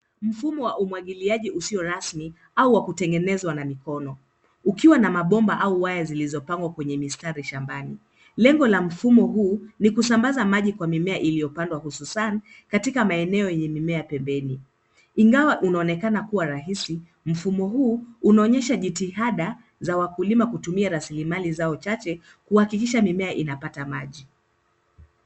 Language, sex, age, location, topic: Swahili, female, 25-35, Nairobi, agriculture